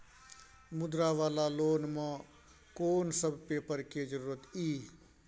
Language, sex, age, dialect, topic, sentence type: Maithili, male, 41-45, Bajjika, banking, question